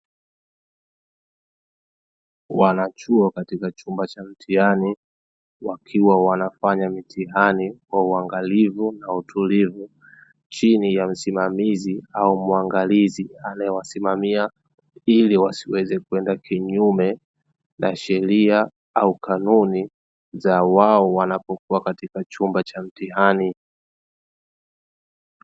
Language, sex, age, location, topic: Swahili, male, 25-35, Dar es Salaam, education